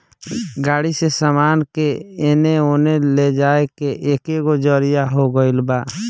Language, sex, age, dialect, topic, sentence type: Bhojpuri, male, 18-24, Southern / Standard, banking, statement